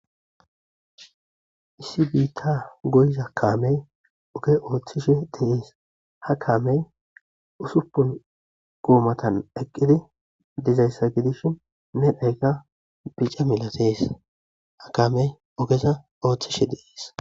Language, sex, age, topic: Gamo, male, 25-35, government